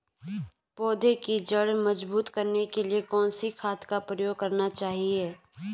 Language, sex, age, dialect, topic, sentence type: Hindi, male, 18-24, Garhwali, agriculture, question